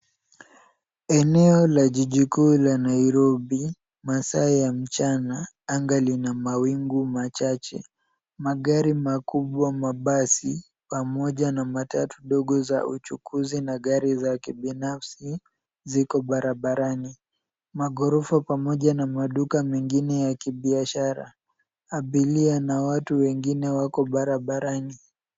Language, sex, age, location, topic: Swahili, male, 18-24, Nairobi, government